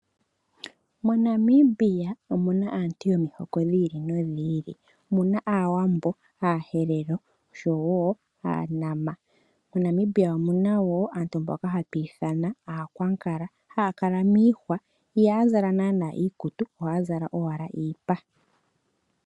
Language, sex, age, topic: Oshiwambo, female, 25-35, agriculture